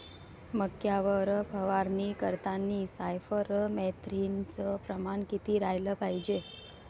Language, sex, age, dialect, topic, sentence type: Marathi, female, 31-35, Varhadi, agriculture, question